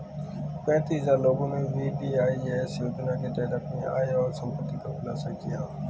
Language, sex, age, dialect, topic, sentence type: Hindi, male, 18-24, Marwari Dhudhari, banking, statement